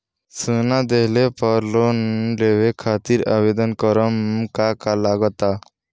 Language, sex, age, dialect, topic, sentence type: Bhojpuri, male, <18, Southern / Standard, banking, question